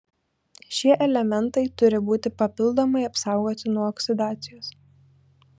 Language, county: Lithuanian, Šiauliai